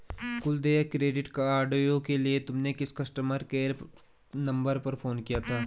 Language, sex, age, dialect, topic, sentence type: Hindi, male, 25-30, Garhwali, banking, statement